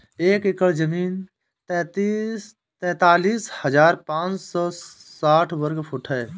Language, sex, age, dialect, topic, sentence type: Hindi, male, 25-30, Awadhi Bundeli, agriculture, statement